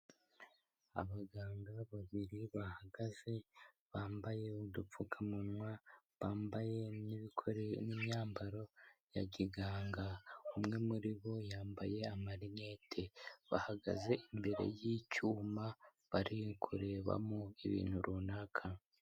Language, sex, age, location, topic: Kinyarwanda, male, 18-24, Huye, health